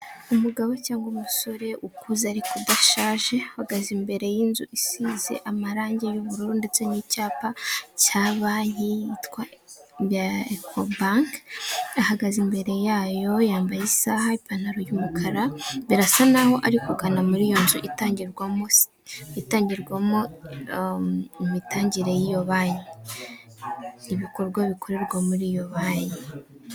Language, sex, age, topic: Kinyarwanda, female, 18-24, government